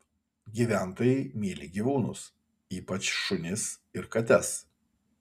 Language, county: Lithuanian, Kaunas